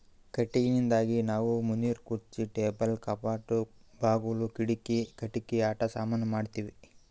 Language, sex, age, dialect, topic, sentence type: Kannada, male, 25-30, Northeastern, agriculture, statement